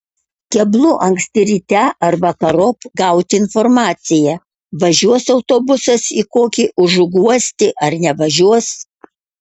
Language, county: Lithuanian, Kaunas